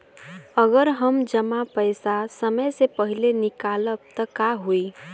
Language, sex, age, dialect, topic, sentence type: Bhojpuri, female, 18-24, Western, banking, question